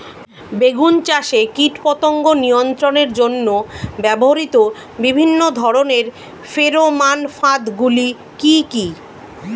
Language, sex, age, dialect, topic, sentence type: Bengali, female, 36-40, Standard Colloquial, agriculture, question